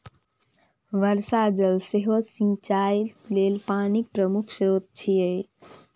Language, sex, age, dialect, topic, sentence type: Maithili, female, 18-24, Eastern / Thethi, agriculture, statement